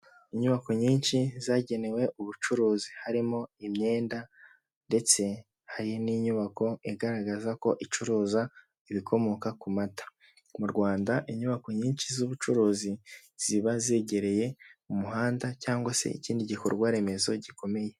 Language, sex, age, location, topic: Kinyarwanda, male, 18-24, Huye, government